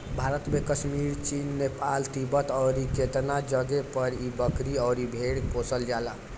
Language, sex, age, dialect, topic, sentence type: Bhojpuri, male, 18-24, Southern / Standard, agriculture, statement